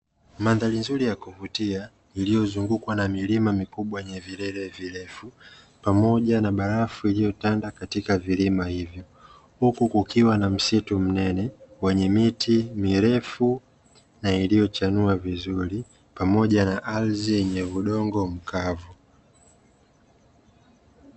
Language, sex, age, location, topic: Swahili, male, 25-35, Dar es Salaam, agriculture